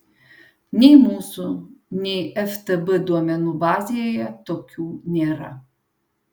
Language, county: Lithuanian, Panevėžys